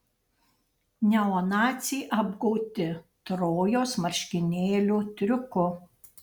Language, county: Lithuanian, Panevėžys